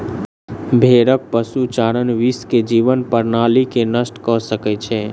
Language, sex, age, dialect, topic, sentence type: Maithili, male, 25-30, Southern/Standard, agriculture, statement